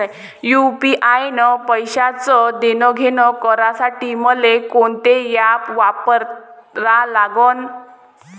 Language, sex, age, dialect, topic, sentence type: Marathi, female, 18-24, Varhadi, banking, question